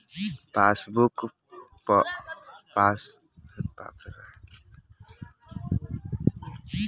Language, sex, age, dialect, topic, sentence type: Bhojpuri, male, <18, Northern, banking, statement